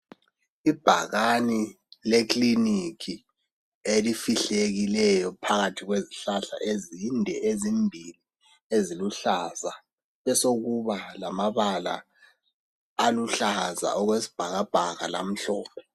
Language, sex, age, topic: North Ndebele, male, 18-24, health